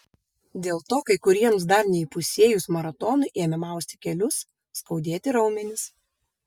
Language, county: Lithuanian, Vilnius